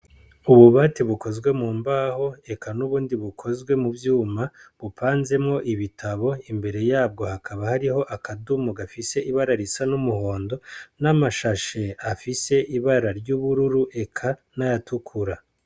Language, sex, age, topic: Rundi, male, 25-35, education